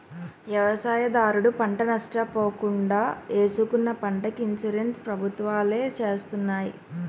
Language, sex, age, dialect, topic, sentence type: Telugu, female, 25-30, Utterandhra, agriculture, statement